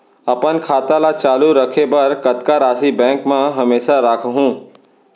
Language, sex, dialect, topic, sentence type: Chhattisgarhi, male, Central, banking, question